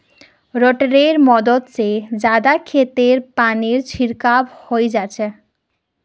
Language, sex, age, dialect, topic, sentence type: Magahi, female, 36-40, Northeastern/Surjapuri, agriculture, statement